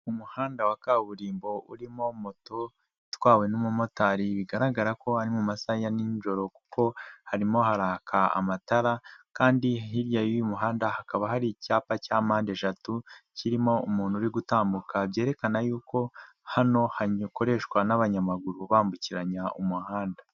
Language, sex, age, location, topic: Kinyarwanda, male, 18-24, Nyagatare, government